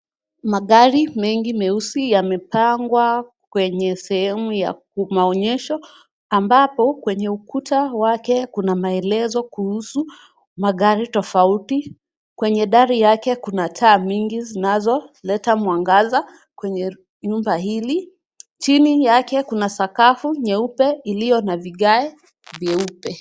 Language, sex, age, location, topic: Swahili, female, 18-24, Kisumu, finance